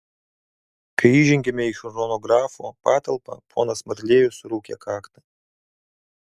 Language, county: Lithuanian, Alytus